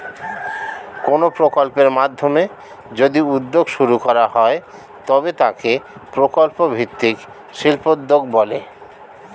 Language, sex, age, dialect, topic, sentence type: Bengali, male, 36-40, Standard Colloquial, banking, statement